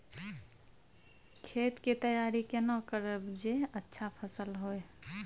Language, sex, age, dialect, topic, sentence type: Maithili, female, 51-55, Bajjika, agriculture, question